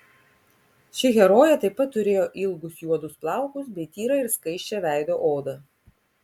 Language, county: Lithuanian, Kaunas